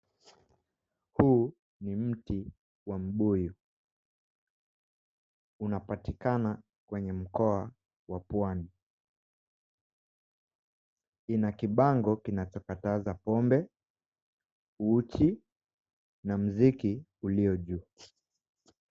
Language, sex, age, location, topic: Swahili, male, 18-24, Mombasa, agriculture